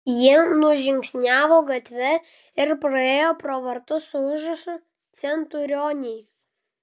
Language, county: Lithuanian, Klaipėda